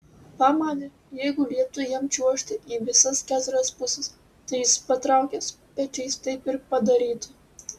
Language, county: Lithuanian, Utena